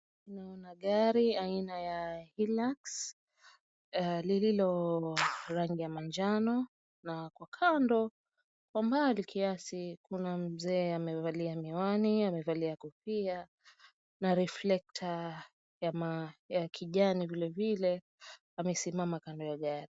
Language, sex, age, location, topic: Swahili, female, 25-35, Mombasa, finance